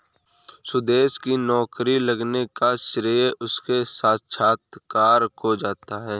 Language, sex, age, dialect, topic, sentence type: Hindi, male, 18-24, Awadhi Bundeli, banking, statement